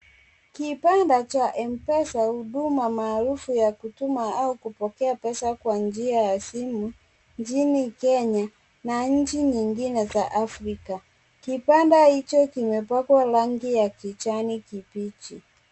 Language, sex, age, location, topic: Swahili, female, 18-24, Kisii, finance